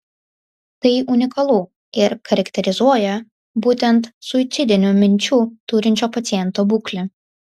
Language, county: Lithuanian, Vilnius